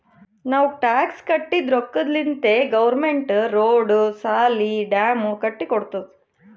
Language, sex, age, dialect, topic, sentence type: Kannada, female, 31-35, Northeastern, banking, statement